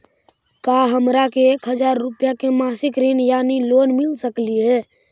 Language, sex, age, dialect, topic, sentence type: Magahi, male, 51-55, Central/Standard, banking, question